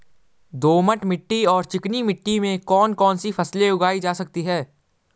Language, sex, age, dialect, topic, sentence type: Hindi, male, 18-24, Garhwali, agriculture, question